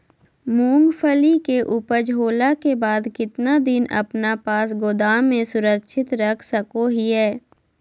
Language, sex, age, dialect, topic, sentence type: Magahi, female, 18-24, Southern, agriculture, question